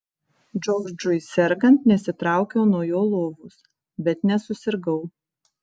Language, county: Lithuanian, Kaunas